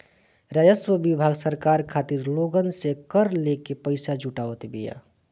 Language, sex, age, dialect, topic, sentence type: Bhojpuri, male, 25-30, Northern, banking, statement